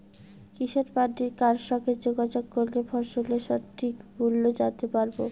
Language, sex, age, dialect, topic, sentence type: Bengali, female, 18-24, Rajbangshi, agriculture, question